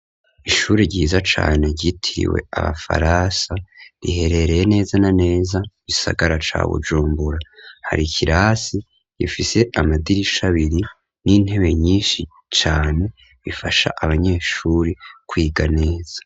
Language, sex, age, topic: Rundi, male, 18-24, education